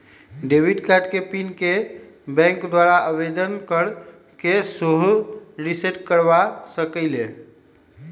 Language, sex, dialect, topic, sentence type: Magahi, male, Western, banking, statement